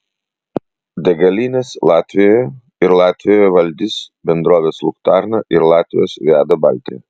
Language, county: Lithuanian, Vilnius